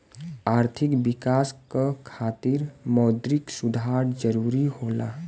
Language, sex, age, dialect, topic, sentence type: Bhojpuri, male, 18-24, Western, banking, statement